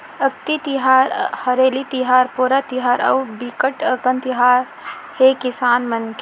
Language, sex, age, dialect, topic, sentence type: Chhattisgarhi, female, 18-24, Central, agriculture, statement